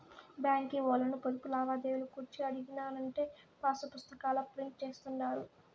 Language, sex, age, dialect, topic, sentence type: Telugu, female, 18-24, Southern, banking, statement